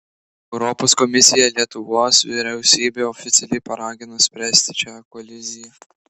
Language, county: Lithuanian, Klaipėda